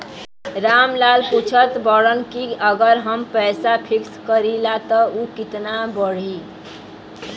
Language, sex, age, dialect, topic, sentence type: Bhojpuri, female, 18-24, Western, banking, question